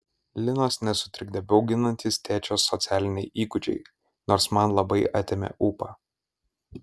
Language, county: Lithuanian, Kaunas